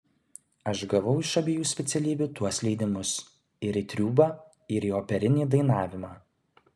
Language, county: Lithuanian, Kaunas